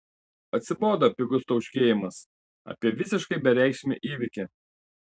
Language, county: Lithuanian, Panevėžys